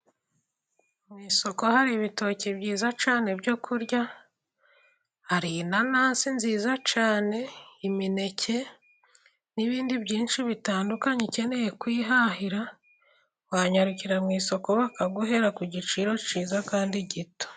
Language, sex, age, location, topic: Kinyarwanda, female, 25-35, Musanze, agriculture